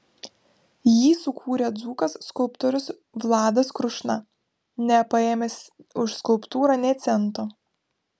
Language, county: Lithuanian, Vilnius